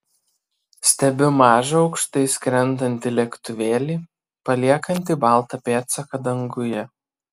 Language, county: Lithuanian, Kaunas